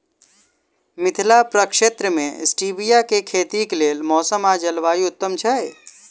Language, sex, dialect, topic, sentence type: Maithili, male, Southern/Standard, agriculture, question